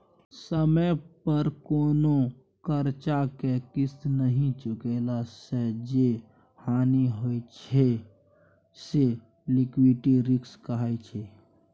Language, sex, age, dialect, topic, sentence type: Maithili, male, 56-60, Bajjika, banking, statement